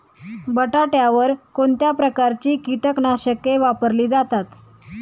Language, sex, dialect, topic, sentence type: Marathi, female, Standard Marathi, agriculture, question